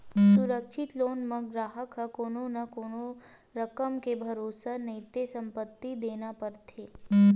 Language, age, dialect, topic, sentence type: Chhattisgarhi, 18-24, Western/Budati/Khatahi, banking, statement